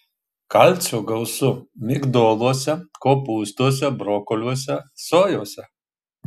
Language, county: Lithuanian, Marijampolė